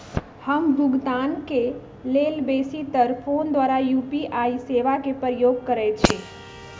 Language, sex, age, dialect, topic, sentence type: Magahi, female, 31-35, Western, banking, statement